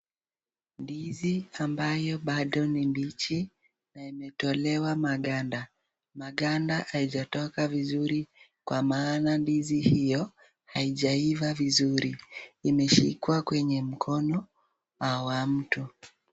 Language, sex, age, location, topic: Swahili, female, 36-49, Nakuru, agriculture